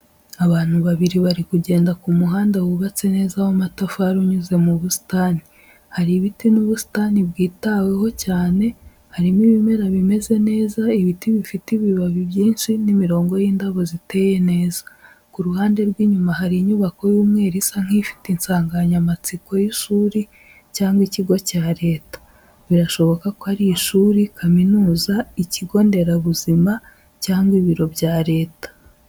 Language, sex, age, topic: Kinyarwanda, female, 18-24, education